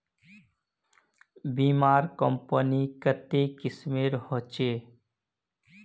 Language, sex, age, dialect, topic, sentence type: Magahi, male, 31-35, Northeastern/Surjapuri, banking, statement